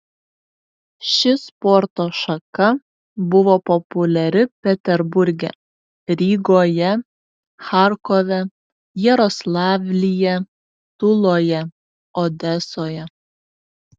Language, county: Lithuanian, Šiauliai